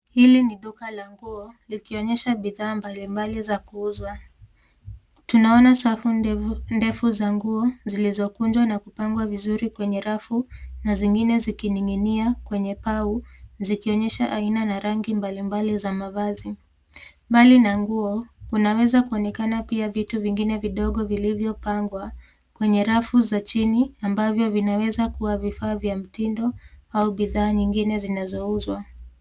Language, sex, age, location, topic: Swahili, female, 18-24, Nairobi, finance